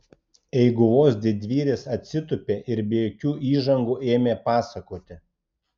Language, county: Lithuanian, Klaipėda